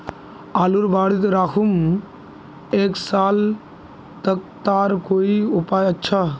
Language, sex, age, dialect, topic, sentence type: Magahi, male, 25-30, Northeastern/Surjapuri, agriculture, question